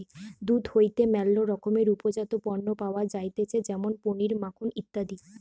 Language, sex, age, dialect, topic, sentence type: Bengali, female, 25-30, Western, agriculture, statement